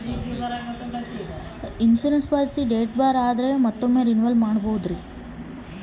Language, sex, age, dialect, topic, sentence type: Kannada, female, 25-30, Central, banking, question